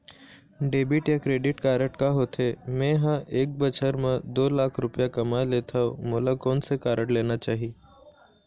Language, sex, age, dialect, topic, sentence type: Chhattisgarhi, male, 18-24, Eastern, banking, question